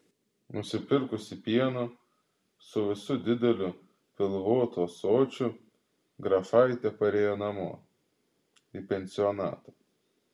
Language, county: Lithuanian, Klaipėda